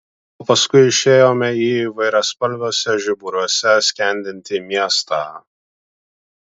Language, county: Lithuanian, Vilnius